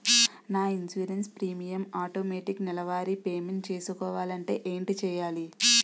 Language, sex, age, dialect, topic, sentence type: Telugu, female, 18-24, Utterandhra, banking, question